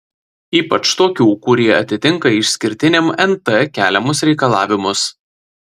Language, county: Lithuanian, Vilnius